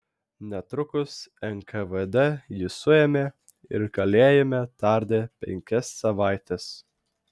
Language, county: Lithuanian, Vilnius